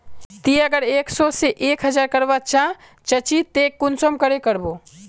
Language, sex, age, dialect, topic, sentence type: Magahi, male, 18-24, Northeastern/Surjapuri, banking, question